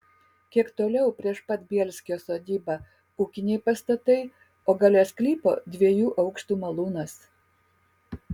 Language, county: Lithuanian, Kaunas